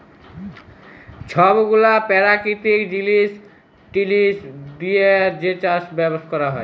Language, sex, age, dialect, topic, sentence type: Bengali, male, 18-24, Jharkhandi, agriculture, statement